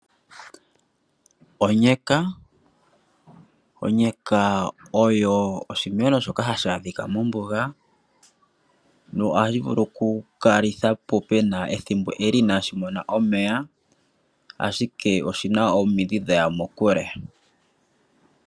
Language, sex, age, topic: Oshiwambo, male, 25-35, agriculture